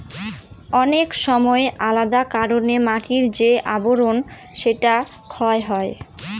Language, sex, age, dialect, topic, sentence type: Bengali, female, 18-24, Northern/Varendri, agriculture, statement